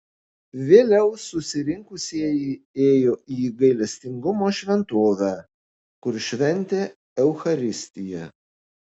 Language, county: Lithuanian, Kaunas